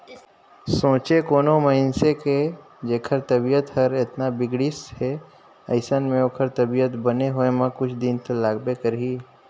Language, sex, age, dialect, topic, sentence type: Chhattisgarhi, male, 25-30, Northern/Bhandar, banking, statement